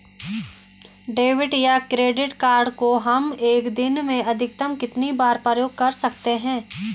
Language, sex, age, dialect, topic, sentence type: Hindi, female, 25-30, Garhwali, banking, question